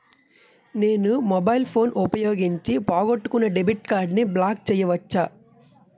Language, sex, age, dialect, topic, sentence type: Telugu, male, 25-30, Utterandhra, banking, question